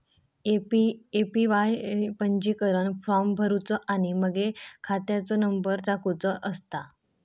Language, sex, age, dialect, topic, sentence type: Marathi, female, 18-24, Southern Konkan, banking, statement